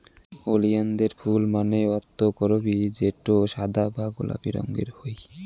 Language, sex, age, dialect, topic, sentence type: Bengali, male, 18-24, Rajbangshi, agriculture, statement